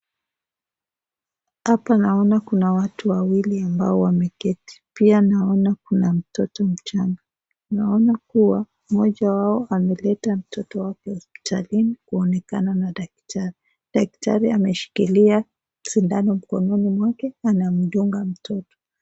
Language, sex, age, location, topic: Swahili, female, 25-35, Nakuru, health